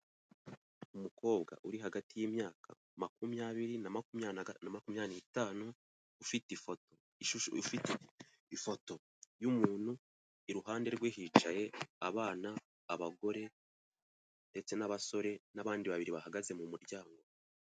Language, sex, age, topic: Kinyarwanda, male, 18-24, education